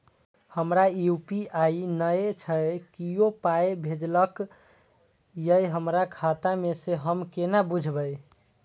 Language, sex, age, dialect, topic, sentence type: Maithili, male, 18-24, Eastern / Thethi, banking, question